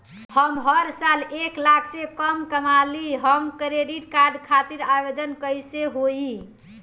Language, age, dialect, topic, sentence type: Bhojpuri, 18-24, Southern / Standard, banking, question